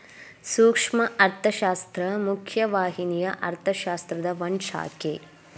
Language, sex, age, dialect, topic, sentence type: Kannada, female, 18-24, Dharwad Kannada, banking, statement